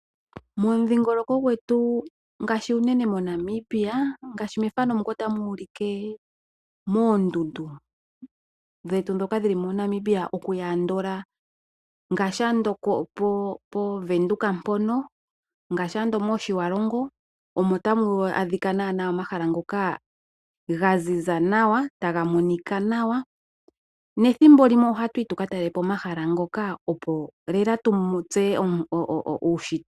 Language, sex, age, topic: Oshiwambo, female, 25-35, agriculture